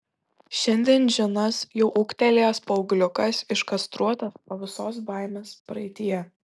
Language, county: Lithuanian, Šiauliai